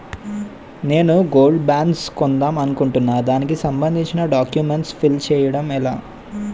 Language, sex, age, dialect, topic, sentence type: Telugu, male, 18-24, Utterandhra, banking, question